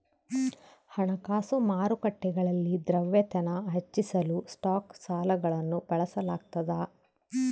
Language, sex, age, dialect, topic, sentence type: Kannada, female, 31-35, Central, banking, statement